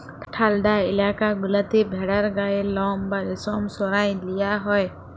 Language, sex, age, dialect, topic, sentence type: Bengali, female, 25-30, Jharkhandi, agriculture, statement